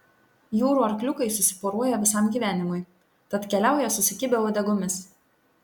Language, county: Lithuanian, Tauragė